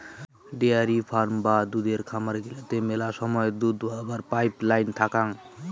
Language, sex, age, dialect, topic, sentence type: Bengali, male, 60-100, Rajbangshi, agriculture, statement